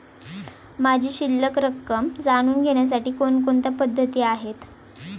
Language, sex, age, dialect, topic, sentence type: Marathi, female, 18-24, Standard Marathi, banking, question